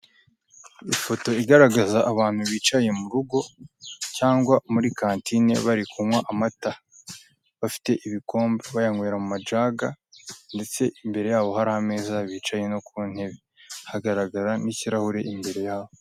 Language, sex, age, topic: Kinyarwanda, male, 18-24, finance